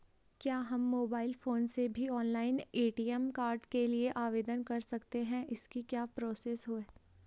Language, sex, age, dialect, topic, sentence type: Hindi, female, 18-24, Garhwali, banking, question